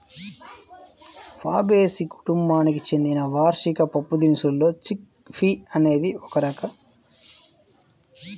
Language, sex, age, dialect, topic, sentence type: Telugu, male, 18-24, Central/Coastal, agriculture, statement